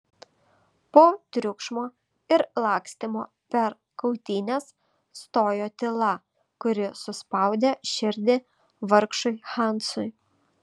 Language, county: Lithuanian, Vilnius